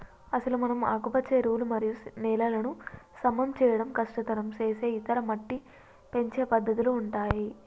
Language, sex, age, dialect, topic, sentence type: Telugu, female, 25-30, Telangana, agriculture, statement